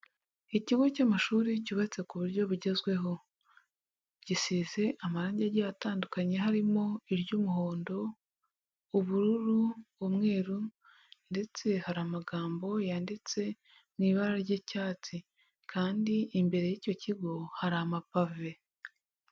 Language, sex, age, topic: Kinyarwanda, male, 25-35, education